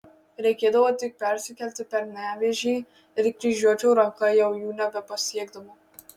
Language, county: Lithuanian, Marijampolė